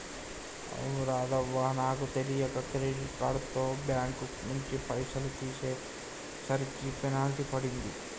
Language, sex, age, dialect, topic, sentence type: Telugu, male, 18-24, Telangana, banking, statement